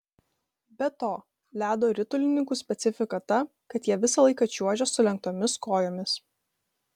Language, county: Lithuanian, Vilnius